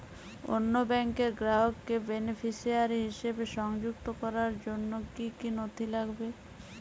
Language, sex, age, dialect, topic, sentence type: Bengali, female, 18-24, Jharkhandi, banking, question